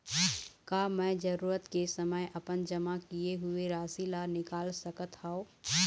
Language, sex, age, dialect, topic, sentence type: Chhattisgarhi, female, 25-30, Eastern, banking, question